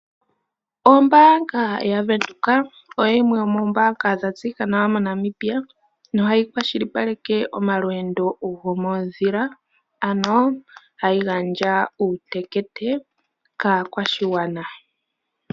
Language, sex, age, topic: Oshiwambo, female, 18-24, finance